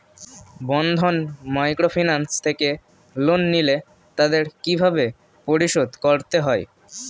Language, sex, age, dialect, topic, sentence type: Bengali, male, <18, Standard Colloquial, banking, question